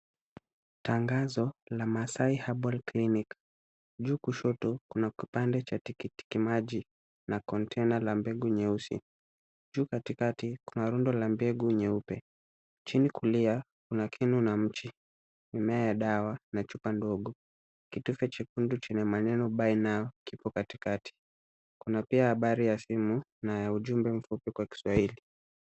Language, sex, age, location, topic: Swahili, male, 36-49, Kisumu, health